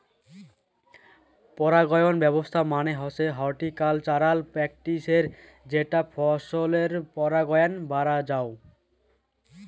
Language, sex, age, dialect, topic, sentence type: Bengali, male, 18-24, Rajbangshi, agriculture, statement